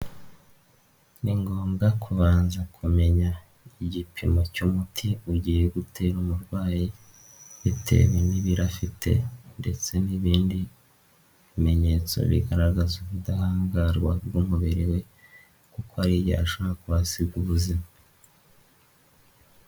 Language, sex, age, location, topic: Kinyarwanda, male, 18-24, Nyagatare, health